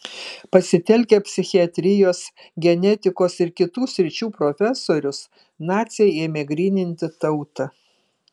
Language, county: Lithuanian, Kaunas